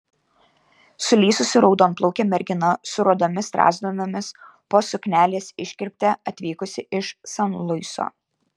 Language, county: Lithuanian, Kaunas